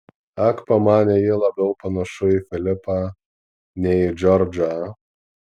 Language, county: Lithuanian, Vilnius